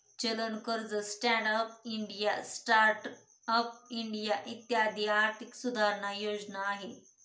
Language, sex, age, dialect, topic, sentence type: Marathi, female, 25-30, Northern Konkan, banking, statement